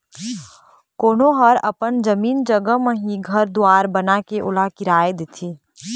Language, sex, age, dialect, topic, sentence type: Chhattisgarhi, female, 18-24, Eastern, banking, statement